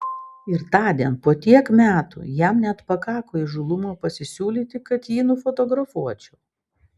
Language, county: Lithuanian, Vilnius